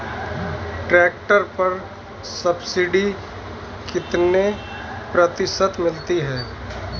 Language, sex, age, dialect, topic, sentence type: Hindi, male, 25-30, Marwari Dhudhari, agriculture, question